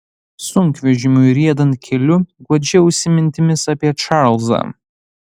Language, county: Lithuanian, Panevėžys